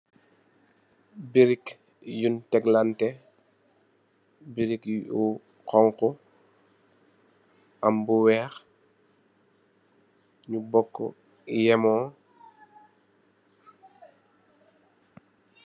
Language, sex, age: Wolof, male, 25-35